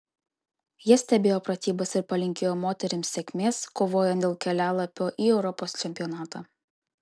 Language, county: Lithuanian, Kaunas